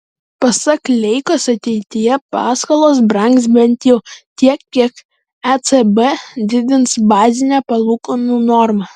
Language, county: Lithuanian, Vilnius